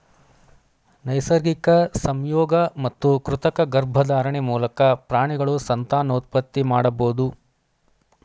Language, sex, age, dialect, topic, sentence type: Kannada, male, 25-30, Mysore Kannada, agriculture, statement